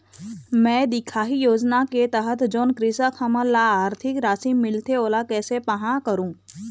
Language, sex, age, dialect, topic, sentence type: Chhattisgarhi, female, 25-30, Eastern, banking, question